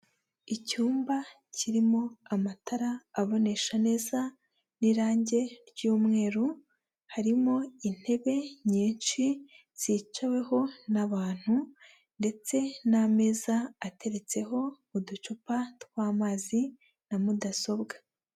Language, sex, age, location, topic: Kinyarwanda, female, 25-35, Huye, health